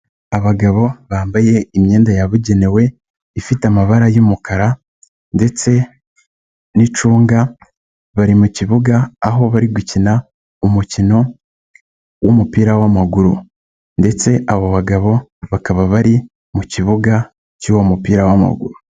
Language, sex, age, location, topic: Kinyarwanda, male, 18-24, Nyagatare, government